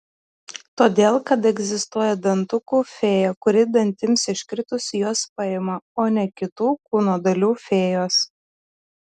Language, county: Lithuanian, Klaipėda